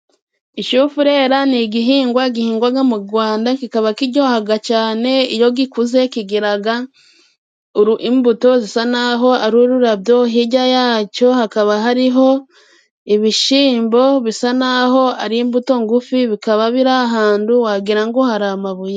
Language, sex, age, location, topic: Kinyarwanda, female, 25-35, Musanze, health